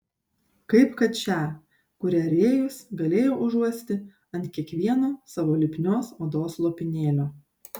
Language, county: Lithuanian, Šiauliai